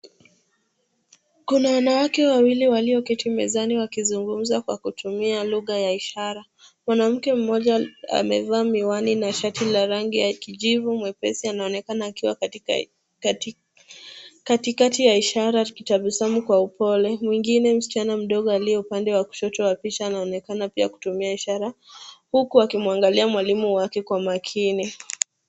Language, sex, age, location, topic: Swahili, female, 18-24, Nairobi, education